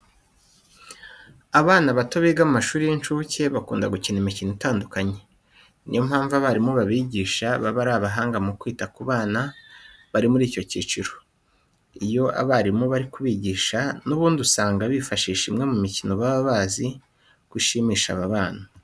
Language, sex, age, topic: Kinyarwanda, male, 25-35, education